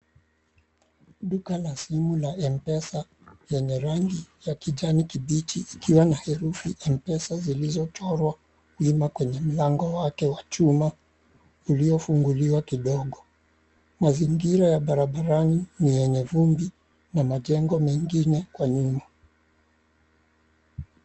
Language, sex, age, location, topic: Swahili, male, 36-49, Mombasa, finance